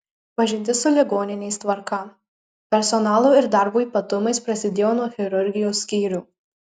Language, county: Lithuanian, Marijampolė